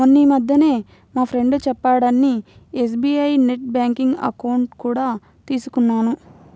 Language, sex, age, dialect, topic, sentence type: Telugu, female, 60-100, Central/Coastal, banking, statement